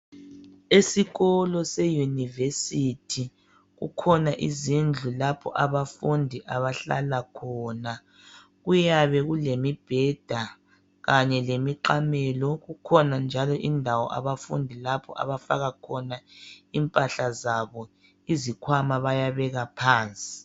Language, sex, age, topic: North Ndebele, female, 36-49, education